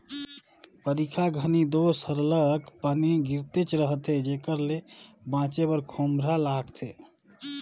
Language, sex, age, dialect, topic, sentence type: Chhattisgarhi, male, 31-35, Northern/Bhandar, agriculture, statement